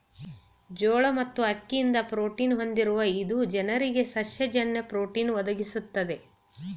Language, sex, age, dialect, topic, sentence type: Kannada, female, 36-40, Mysore Kannada, agriculture, statement